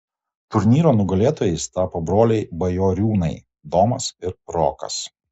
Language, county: Lithuanian, Kaunas